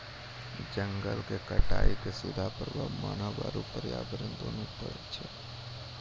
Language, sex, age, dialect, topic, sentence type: Maithili, male, 18-24, Angika, agriculture, statement